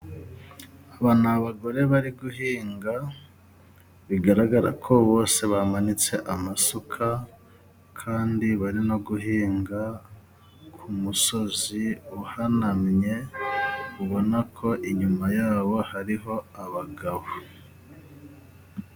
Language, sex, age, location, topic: Kinyarwanda, male, 36-49, Musanze, agriculture